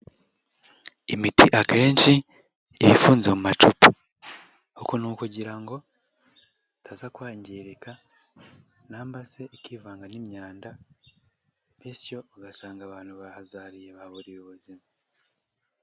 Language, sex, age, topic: Kinyarwanda, male, 18-24, health